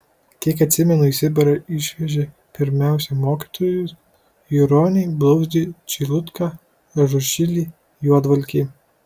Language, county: Lithuanian, Kaunas